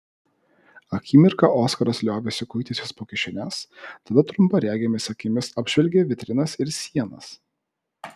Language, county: Lithuanian, Vilnius